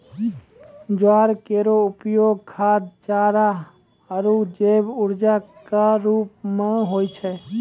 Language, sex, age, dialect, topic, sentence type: Maithili, male, 18-24, Angika, agriculture, statement